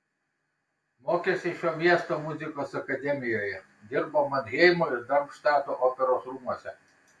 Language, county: Lithuanian, Kaunas